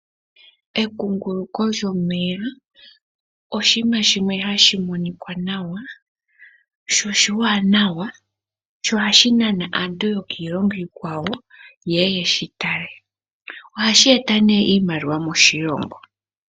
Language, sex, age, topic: Oshiwambo, female, 18-24, agriculture